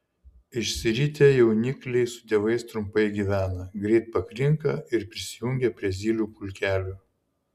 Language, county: Lithuanian, Šiauliai